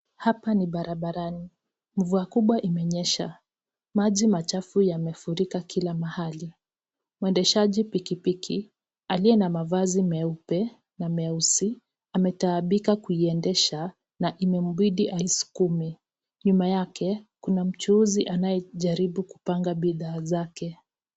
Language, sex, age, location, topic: Swahili, female, 25-35, Kisii, health